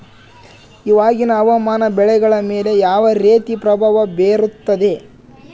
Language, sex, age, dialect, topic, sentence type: Kannada, male, 25-30, Central, agriculture, question